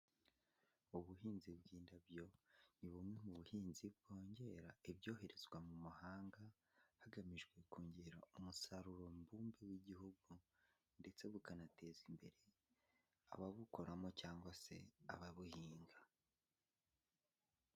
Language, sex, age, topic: Kinyarwanda, male, 18-24, agriculture